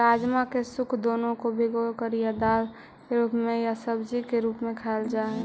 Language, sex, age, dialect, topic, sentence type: Magahi, female, 18-24, Central/Standard, agriculture, statement